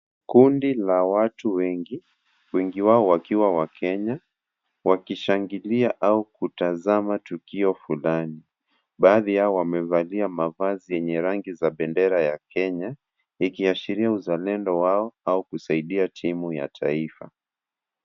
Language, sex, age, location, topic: Swahili, male, 50+, Kisumu, government